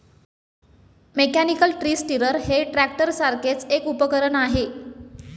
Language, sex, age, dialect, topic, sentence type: Marathi, female, 25-30, Standard Marathi, agriculture, statement